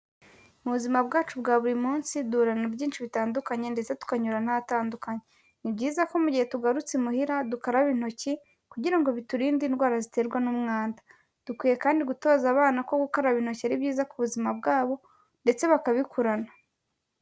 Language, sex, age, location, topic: Kinyarwanda, female, 18-24, Kigali, health